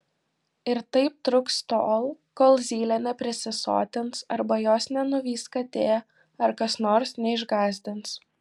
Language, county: Lithuanian, Vilnius